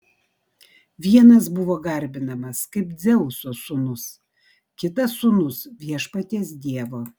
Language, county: Lithuanian, Vilnius